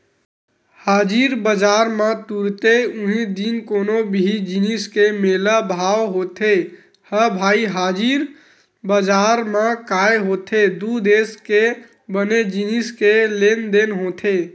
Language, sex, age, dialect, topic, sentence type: Chhattisgarhi, male, 18-24, Western/Budati/Khatahi, banking, statement